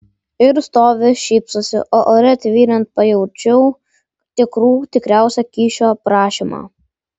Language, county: Lithuanian, Vilnius